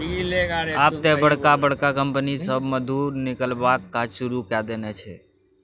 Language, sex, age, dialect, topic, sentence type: Maithili, male, 25-30, Bajjika, agriculture, statement